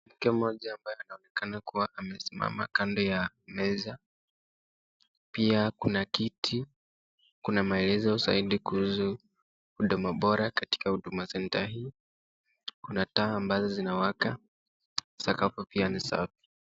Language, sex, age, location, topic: Swahili, male, 18-24, Nakuru, government